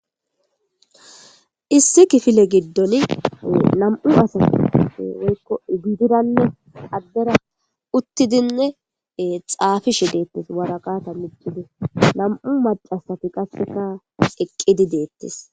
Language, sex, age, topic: Gamo, female, 25-35, government